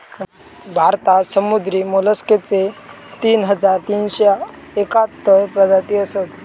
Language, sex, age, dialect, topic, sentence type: Marathi, male, 18-24, Southern Konkan, agriculture, statement